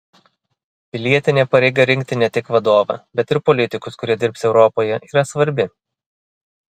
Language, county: Lithuanian, Vilnius